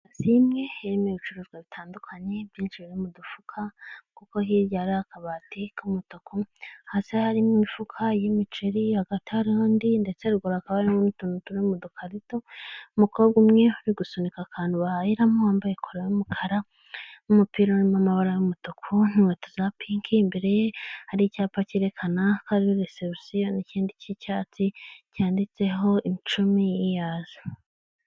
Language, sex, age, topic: Kinyarwanda, male, 18-24, finance